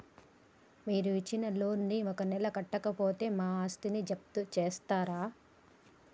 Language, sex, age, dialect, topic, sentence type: Telugu, female, 25-30, Telangana, banking, question